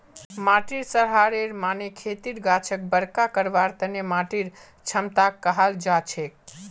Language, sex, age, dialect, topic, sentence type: Magahi, male, 18-24, Northeastern/Surjapuri, agriculture, statement